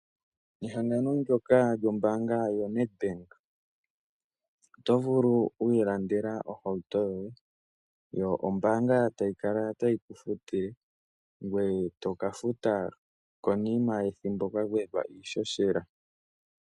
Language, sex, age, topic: Oshiwambo, male, 18-24, finance